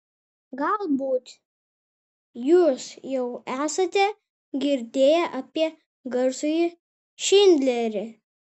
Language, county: Lithuanian, Vilnius